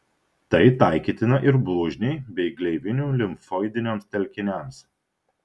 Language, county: Lithuanian, Šiauliai